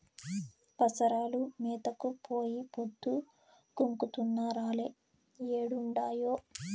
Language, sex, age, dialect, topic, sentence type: Telugu, female, 18-24, Southern, agriculture, statement